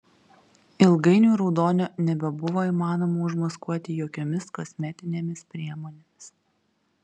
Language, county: Lithuanian, Kaunas